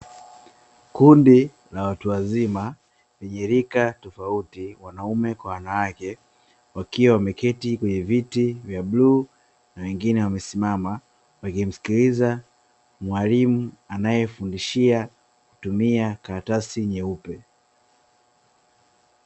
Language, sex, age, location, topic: Swahili, male, 25-35, Dar es Salaam, education